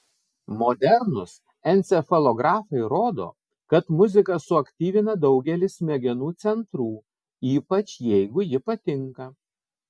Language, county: Lithuanian, Vilnius